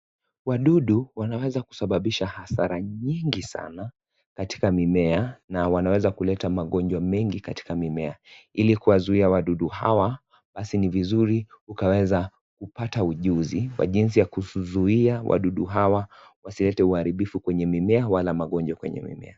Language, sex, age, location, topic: Swahili, male, 25-35, Kisii, health